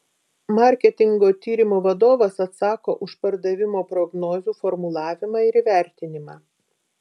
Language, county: Lithuanian, Vilnius